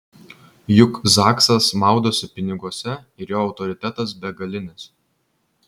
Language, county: Lithuanian, Vilnius